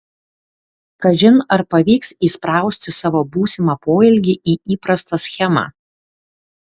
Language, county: Lithuanian, Klaipėda